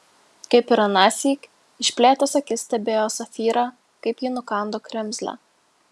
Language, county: Lithuanian, Vilnius